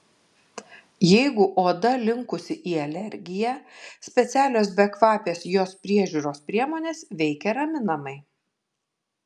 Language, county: Lithuanian, Kaunas